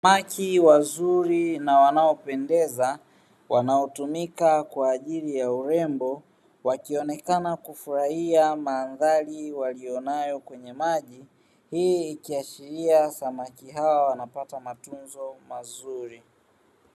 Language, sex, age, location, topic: Swahili, male, 36-49, Dar es Salaam, agriculture